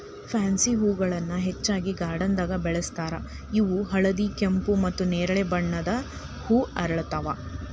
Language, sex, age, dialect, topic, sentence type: Kannada, female, 31-35, Dharwad Kannada, agriculture, statement